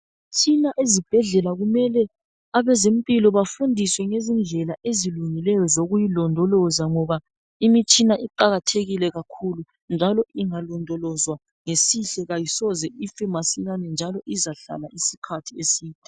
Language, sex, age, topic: North Ndebele, male, 36-49, health